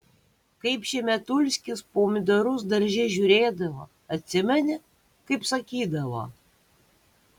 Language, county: Lithuanian, Kaunas